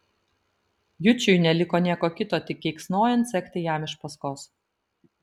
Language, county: Lithuanian, Vilnius